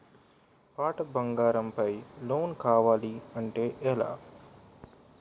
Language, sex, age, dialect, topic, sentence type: Telugu, male, 18-24, Utterandhra, banking, question